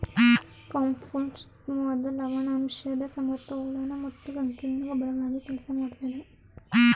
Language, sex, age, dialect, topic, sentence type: Kannada, female, 36-40, Mysore Kannada, agriculture, statement